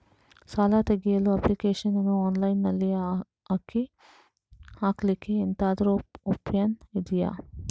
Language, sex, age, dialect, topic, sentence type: Kannada, female, 18-24, Coastal/Dakshin, banking, question